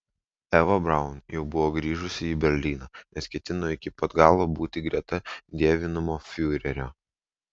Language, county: Lithuanian, Vilnius